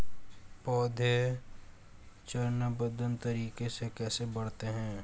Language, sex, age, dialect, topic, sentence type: Hindi, male, 18-24, Hindustani Malvi Khadi Boli, agriculture, question